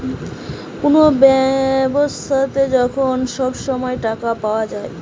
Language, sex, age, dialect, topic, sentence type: Bengali, female, 18-24, Western, banking, statement